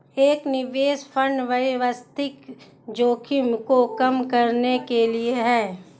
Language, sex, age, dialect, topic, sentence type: Hindi, female, 18-24, Hindustani Malvi Khadi Boli, banking, statement